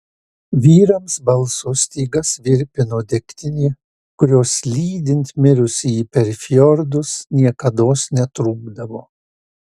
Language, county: Lithuanian, Marijampolė